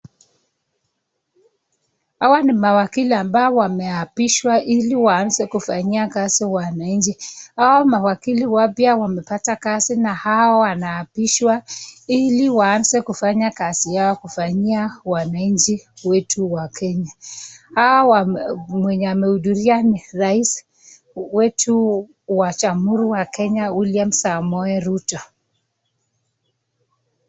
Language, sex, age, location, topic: Swahili, male, 25-35, Nakuru, government